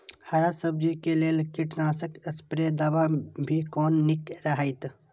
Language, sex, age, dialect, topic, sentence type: Maithili, male, 18-24, Eastern / Thethi, agriculture, question